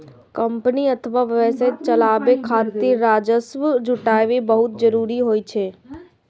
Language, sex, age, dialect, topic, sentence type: Maithili, female, 36-40, Eastern / Thethi, banking, statement